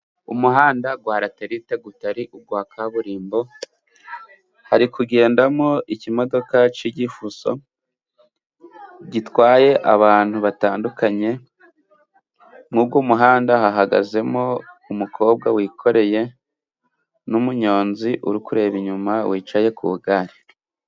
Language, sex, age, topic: Kinyarwanda, male, 25-35, government